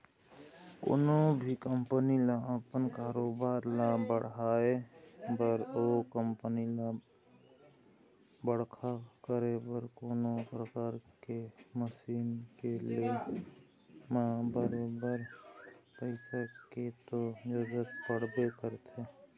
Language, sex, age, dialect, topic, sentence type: Chhattisgarhi, male, 18-24, Eastern, banking, statement